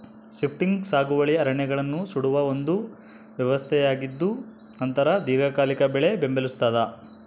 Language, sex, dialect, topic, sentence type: Kannada, male, Central, agriculture, statement